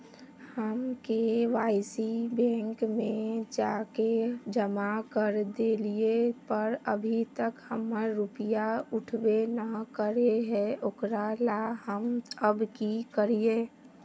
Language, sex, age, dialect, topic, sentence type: Magahi, female, 25-30, Northeastern/Surjapuri, banking, question